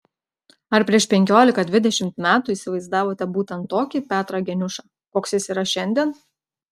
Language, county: Lithuanian, Klaipėda